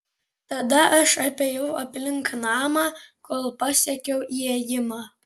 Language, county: Lithuanian, Panevėžys